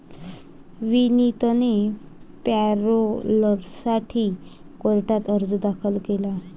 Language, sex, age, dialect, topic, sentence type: Marathi, male, 18-24, Varhadi, banking, statement